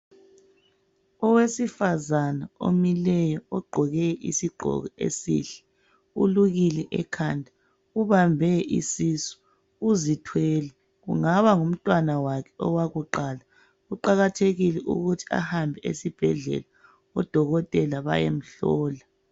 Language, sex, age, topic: North Ndebele, female, 25-35, health